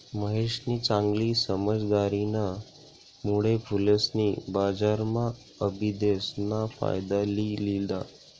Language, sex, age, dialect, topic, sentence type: Marathi, male, 18-24, Northern Konkan, banking, statement